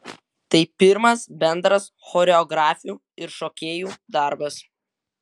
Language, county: Lithuanian, Vilnius